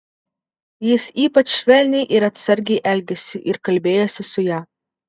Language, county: Lithuanian, Vilnius